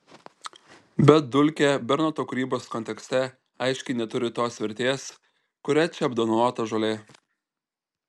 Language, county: Lithuanian, Telšiai